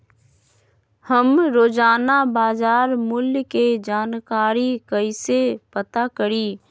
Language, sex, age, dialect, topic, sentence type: Magahi, female, 25-30, Western, agriculture, question